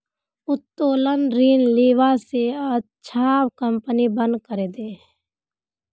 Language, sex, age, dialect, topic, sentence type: Magahi, female, 25-30, Northeastern/Surjapuri, banking, statement